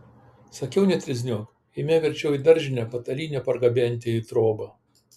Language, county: Lithuanian, Kaunas